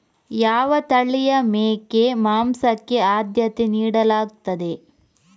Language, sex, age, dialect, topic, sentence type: Kannada, female, 25-30, Coastal/Dakshin, agriculture, statement